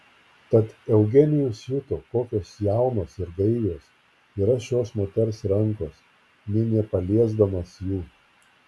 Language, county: Lithuanian, Klaipėda